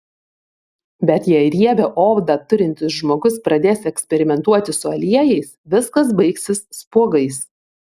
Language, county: Lithuanian, Vilnius